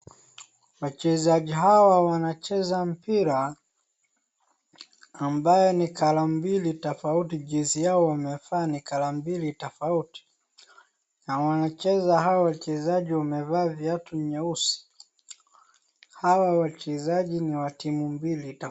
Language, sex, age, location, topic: Swahili, male, 18-24, Wajir, government